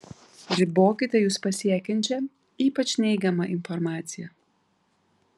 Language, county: Lithuanian, Vilnius